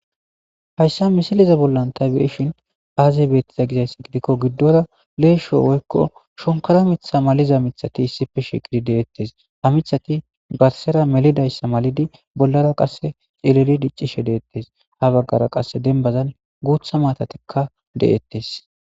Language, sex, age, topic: Gamo, male, 18-24, agriculture